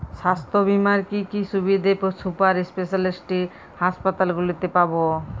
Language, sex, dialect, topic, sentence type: Bengali, female, Jharkhandi, banking, question